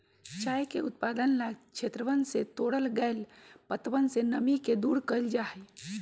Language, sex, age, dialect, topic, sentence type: Magahi, female, 46-50, Western, agriculture, statement